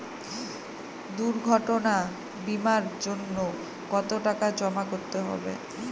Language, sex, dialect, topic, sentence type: Bengali, female, Northern/Varendri, banking, question